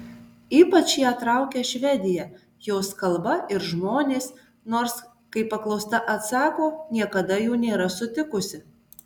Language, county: Lithuanian, Marijampolė